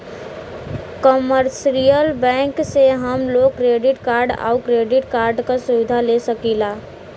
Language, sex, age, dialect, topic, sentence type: Bhojpuri, female, 18-24, Western, banking, statement